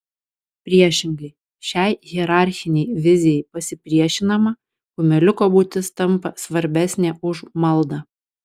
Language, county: Lithuanian, Alytus